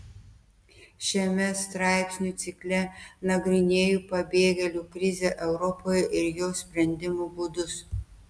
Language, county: Lithuanian, Telšiai